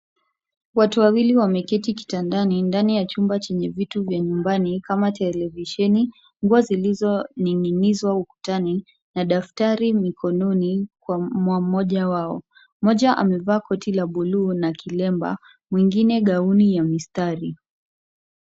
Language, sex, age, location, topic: Swahili, female, 36-49, Kisumu, health